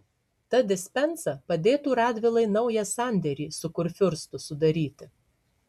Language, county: Lithuanian, Marijampolė